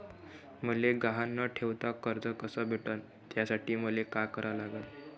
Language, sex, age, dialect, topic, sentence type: Marathi, male, 25-30, Varhadi, banking, question